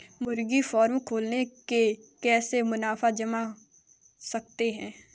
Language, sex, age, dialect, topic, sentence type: Hindi, female, 18-24, Kanauji Braj Bhasha, agriculture, question